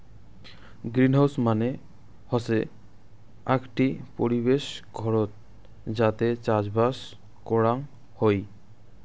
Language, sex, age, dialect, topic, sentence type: Bengali, male, 25-30, Rajbangshi, agriculture, statement